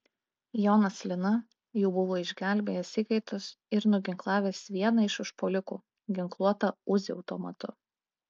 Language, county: Lithuanian, Klaipėda